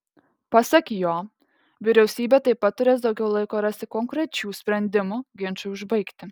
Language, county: Lithuanian, Kaunas